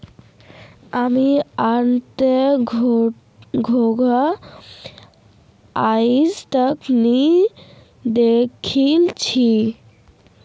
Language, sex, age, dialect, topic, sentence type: Magahi, female, 36-40, Northeastern/Surjapuri, agriculture, statement